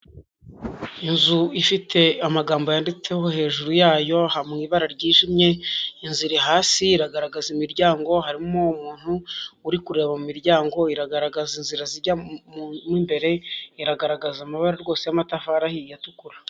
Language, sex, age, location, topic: Kinyarwanda, male, 25-35, Huye, finance